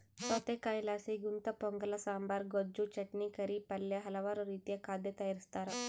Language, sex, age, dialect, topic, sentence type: Kannada, female, 31-35, Central, agriculture, statement